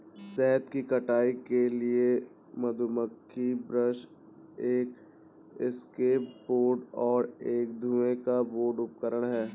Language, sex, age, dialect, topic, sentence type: Hindi, male, 18-24, Awadhi Bundeli, agriculture, statement